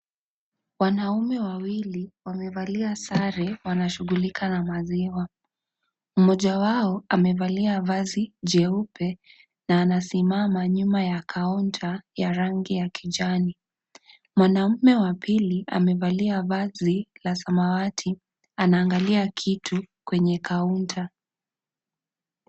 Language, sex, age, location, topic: Swahili, female, 25-35, Kisii, agriculture